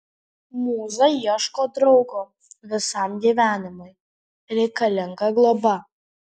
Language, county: Lithuanian, Panevėžys